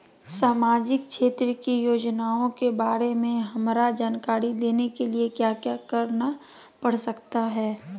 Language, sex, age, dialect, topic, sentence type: Magahi, female, 31-35, Southern, banking, question